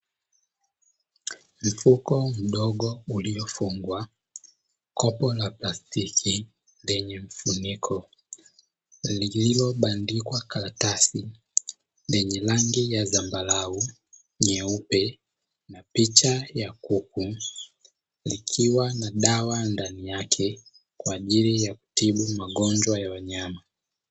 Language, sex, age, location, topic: Swahili, male, 25-35, Dar es Salaam, agriculture